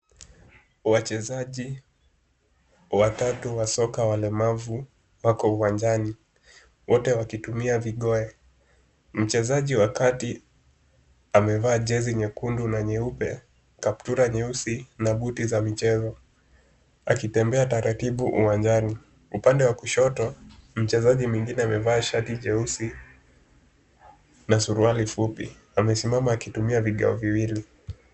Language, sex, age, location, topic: Swahili, male, 18-24, Kisumu, education